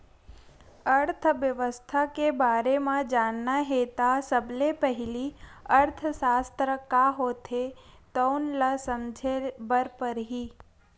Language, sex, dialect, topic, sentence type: Chhattisgarhi, female, Western/Budati/Khatahi, banking, statement